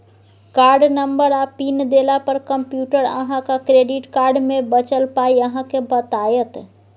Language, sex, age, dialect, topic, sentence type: Maithili, female, 18-24, Bajjika, banking, statement